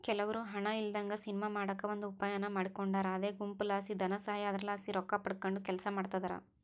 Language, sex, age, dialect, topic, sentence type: Kannada, female, 18-24, Central, banking, statement